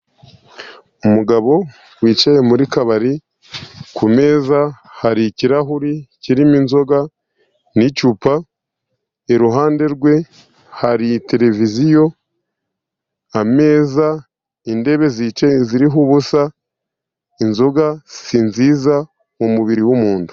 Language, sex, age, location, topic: Kinyarwanda, male, 50+, Musanze, finance